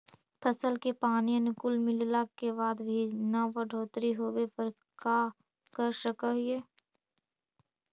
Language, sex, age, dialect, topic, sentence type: Magahi, female, 18-24, Central/Standard, agriculture, question